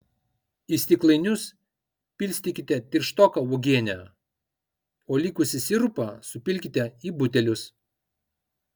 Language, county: Lithuanian, Kaunas